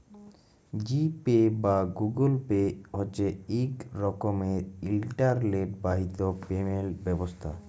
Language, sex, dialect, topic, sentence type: Bengali, male, Jharkhandi, banking, statement